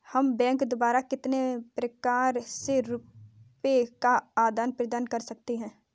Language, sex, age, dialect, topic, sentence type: Hindi, female, 18-24, Kanauji Braj Bhasha, banking, question